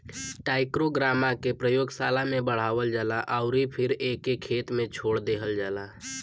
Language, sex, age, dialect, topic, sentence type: Bhojpuri, male, <18, Western, agriculture, statement